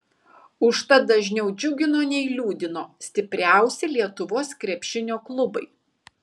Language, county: Lithuanian, Kaunas